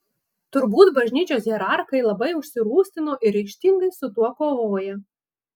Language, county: Lithuanian, Marijampolė